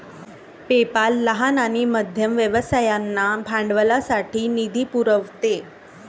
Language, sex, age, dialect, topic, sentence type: Marathi, male, 31-35, Varhadi, banking, statement